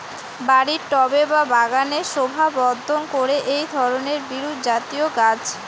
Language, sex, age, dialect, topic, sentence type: Bengali, female, 18-24, Rajbangshi, agriculture, question